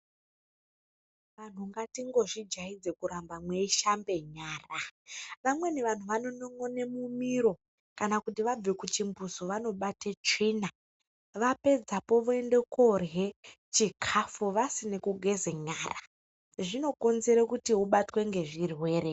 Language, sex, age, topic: Ndau, female, 36-49, health